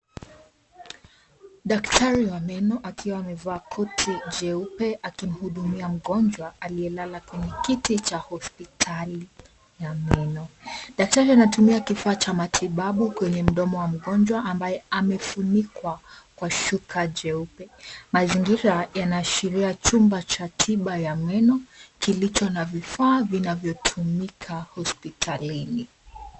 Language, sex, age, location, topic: Swahili, male, 18-24, Nairobi, health